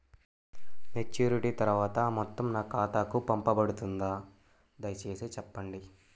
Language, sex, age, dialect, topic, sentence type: Telugu, male, 18-24, Central/Coastal, banking, question